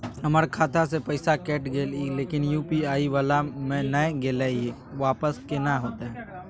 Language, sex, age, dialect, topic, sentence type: Maithili, male, 18-24, Bajjika, banking, question